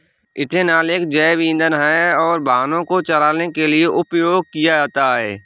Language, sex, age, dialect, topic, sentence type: Hindi, male, 18-24, Awadhi Bundeli, agriculture, statement